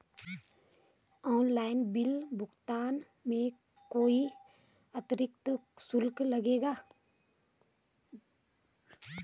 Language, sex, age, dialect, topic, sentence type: Hindi, female, 31-35, Garhwali, banking, question